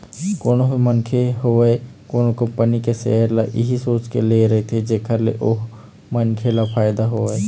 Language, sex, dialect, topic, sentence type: Chhattisgarhi, male, Eastern, banking, statement